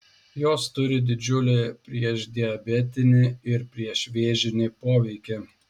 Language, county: Lithuanian, Šiauliai